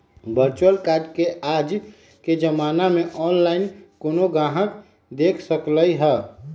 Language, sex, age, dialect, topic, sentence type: Magahi, male, 36-40, Western, banking, statement